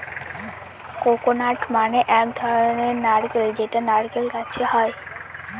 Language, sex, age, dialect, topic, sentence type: Bengali, female, <18, Northern/Varendri, agriculture, statement